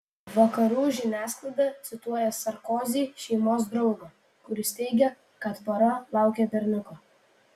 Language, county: Lithuanian, Vilnius